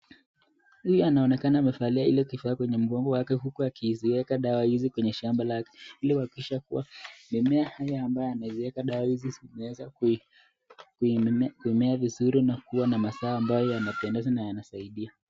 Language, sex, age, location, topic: Swahili, male, 18-24, Nakuru, health